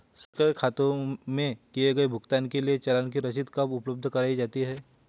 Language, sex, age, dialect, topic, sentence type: Hindi, male, 18-24, Hindustani Malvi Khadi Boli, banking, question